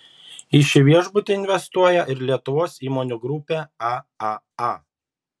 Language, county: Lithuanian, Šiauliai